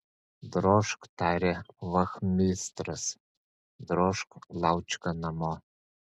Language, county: Lithuanian, Panevėžys